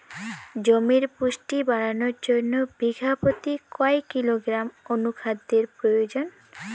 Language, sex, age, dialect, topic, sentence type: Bengali, female, 18-24, Rajbangshi, agriculture, question